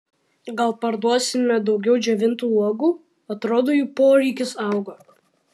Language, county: Lithuanian, Vilnius